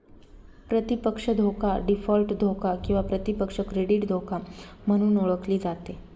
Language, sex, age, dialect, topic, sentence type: Marathi, female, 36-40, Northern Konkan, banking, statement